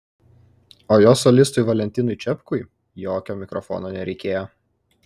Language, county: Lithuanian, Kaunas